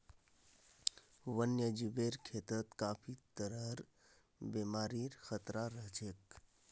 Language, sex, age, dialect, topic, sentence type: Magahi, male, 25-30, Northeastern/Surjapuri, agriculture, statement